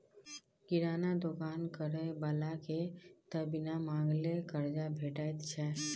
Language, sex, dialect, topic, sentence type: Maithili, female, Bajjika, banking, statement